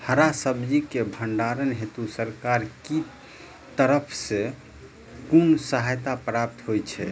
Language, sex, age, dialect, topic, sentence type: Maithili, male, 31-35, Southern/Standard, agriculture, question